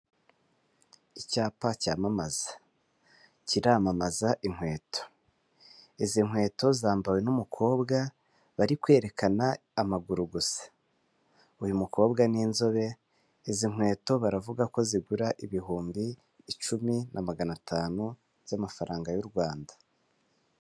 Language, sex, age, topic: Kinyarwanda, male, 25-35, finance